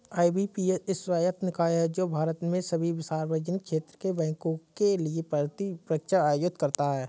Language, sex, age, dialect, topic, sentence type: Hindi, male, 25-30, Kanauji Braj Bhasha, banking, statement